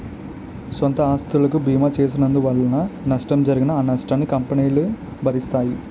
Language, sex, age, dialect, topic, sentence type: Telugu, male, 18-24, Utterandhra, banking, statement